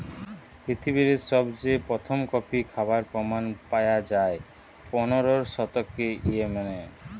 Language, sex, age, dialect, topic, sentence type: Bengali, male, 31-35, Western, agriculture, statement